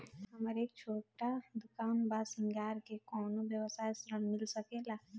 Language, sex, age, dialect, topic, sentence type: Bhojpuri, female, 25-30, Northern, banking, question